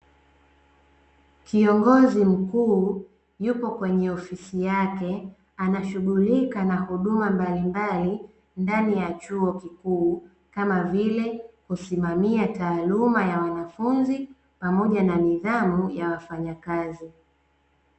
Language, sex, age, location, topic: Swahili, female, 18-24, Dar es Salaam, education